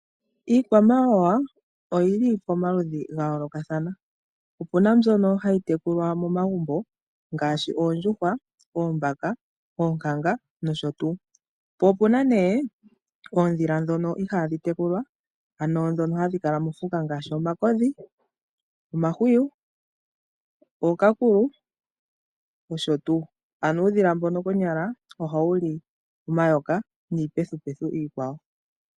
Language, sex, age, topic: Oshiwambo, female, 18-24, agriculture